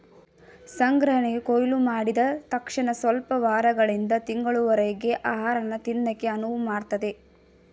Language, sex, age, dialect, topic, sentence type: Kannada, female, 18-24, Mysore Kannada, agriculture, statement